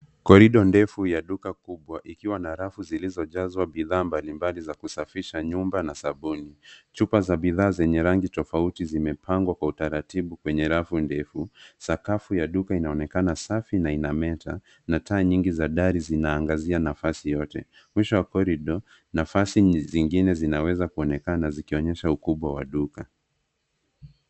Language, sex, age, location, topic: Swahili, male, 25-35, Nairobi, finance